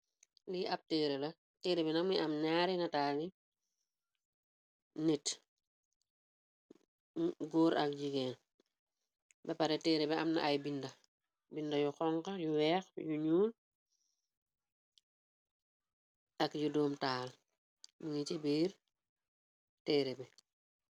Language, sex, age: Wolof, female, 25-35